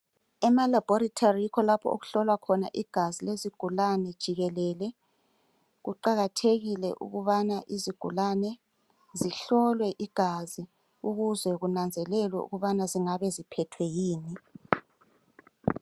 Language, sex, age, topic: North Ndebele, male, 36-49, health